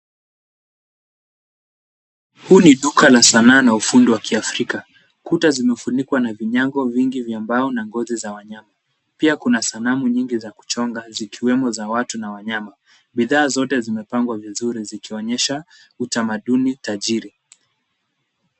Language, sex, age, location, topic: Swahili, male, 18-24, Kisumu, finance